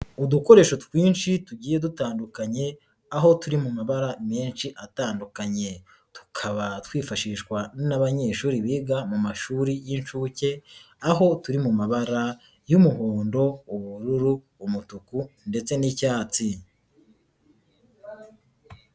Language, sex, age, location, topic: Kinyarwanda, female, 18-24, Nyagatare, education